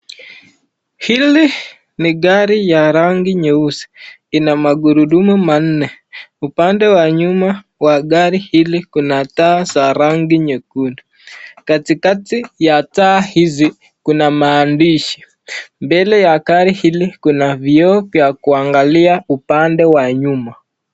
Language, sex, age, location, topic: Swahili, male, 18-24, Nakuru, finance